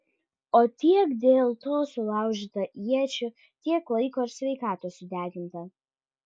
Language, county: Lithuanian, Vilnius